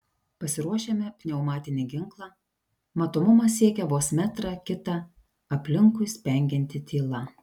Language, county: Lithuanian, Šiauliai